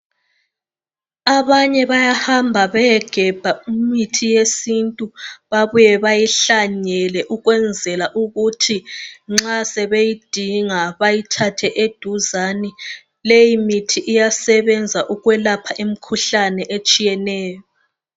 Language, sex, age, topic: North Ndebele, female, 25-35, health